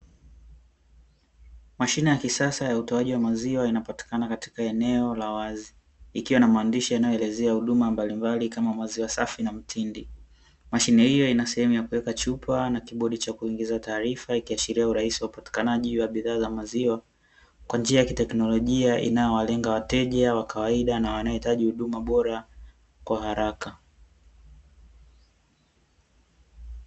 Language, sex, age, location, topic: Swahili, male, 18-24, Dar es Salaam, finance